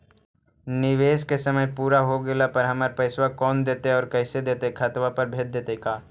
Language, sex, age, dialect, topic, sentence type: Magahi, male, 51-55, Central/Standard, banking, question